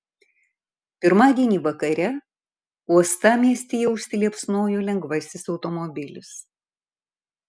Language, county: Lithuanian, Marijampolė